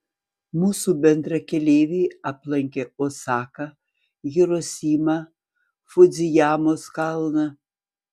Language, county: Lithuanian, Panevėžys